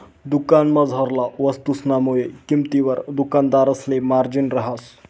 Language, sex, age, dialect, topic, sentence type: Marathi, male, 25-30, Northern Konkan, banking, statement